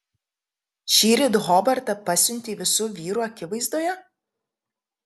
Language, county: Lithuanian, Kaunas